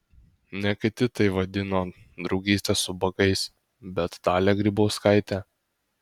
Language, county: Lithuanian, Kaunas